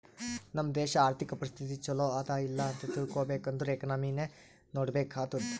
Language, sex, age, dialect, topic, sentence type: Kannada, male, 18-24, Northeastern, banking, statement